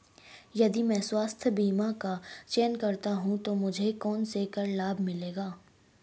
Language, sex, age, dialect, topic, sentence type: Hindi, female, 36-40, Hindustani Malvi Khadi Boli, banking, question